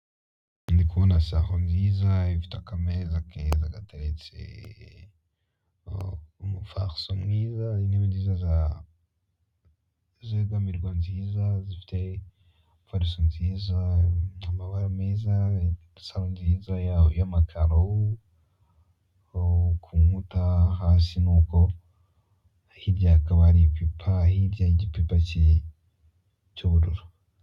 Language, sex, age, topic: Kinyarwanda, male, 18-24, finance